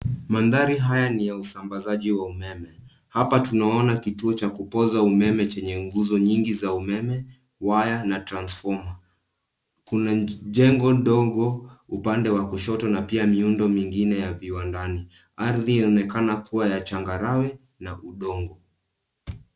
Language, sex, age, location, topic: Swahili, male, 18-24, Nairobi, government